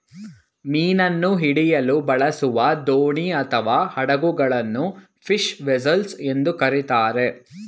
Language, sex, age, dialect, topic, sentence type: Kannada, male, 18-24, Mysore Kannada, agriculture, statement